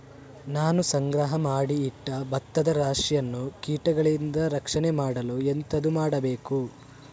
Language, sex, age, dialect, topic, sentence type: Kannada, male, 36-40, Coastal/Dakshin, agriculture, question